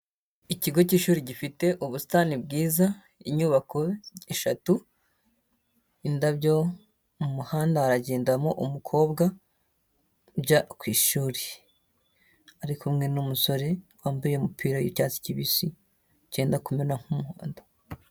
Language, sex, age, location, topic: Kinyarwanda, male, 18-24, Huye, education